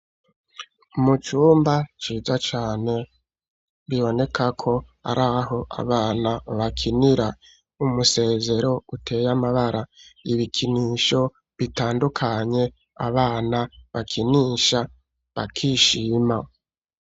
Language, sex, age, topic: Rundi, male, 36-49, education